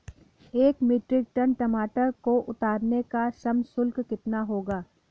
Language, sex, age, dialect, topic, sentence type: Hindi, female, 18-24, Awadhi Bundeli, agriculture, question